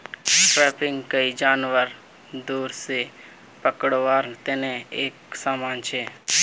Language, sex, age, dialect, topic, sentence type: Magahi, male, 25-30, Northeastern/Surjapuri, agriculture, statement